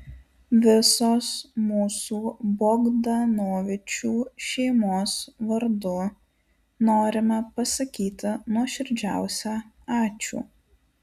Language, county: Lithuanian, Alytus